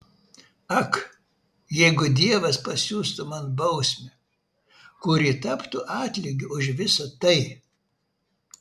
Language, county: Lithuanian, Vilnius